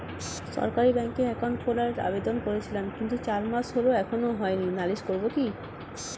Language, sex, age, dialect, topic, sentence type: Bengali, female, 31-35, Standard Colloquial, banking, question